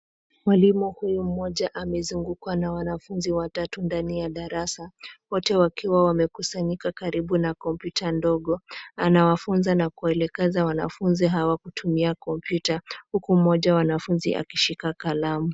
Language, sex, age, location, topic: Swahili, female, 25-35, Nairobi, education